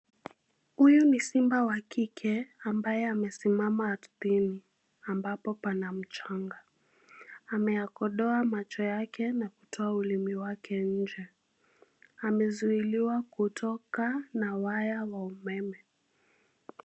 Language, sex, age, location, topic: Swahili, female, 25-35, Nairobi, government